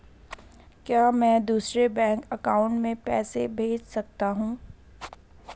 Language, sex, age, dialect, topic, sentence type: Hindi, female, 18-24, Garhwali, banking, question